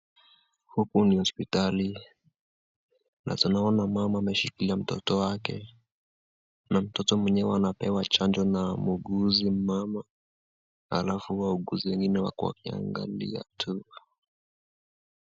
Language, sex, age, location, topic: Swahili, male, 18-24, Nakuru, health